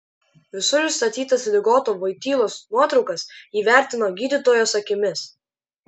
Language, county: Lithuanian, Klaipėda